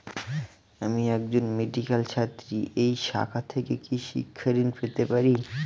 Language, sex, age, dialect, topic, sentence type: Bengali, male, 18-24, Northern/Varendri, banking, question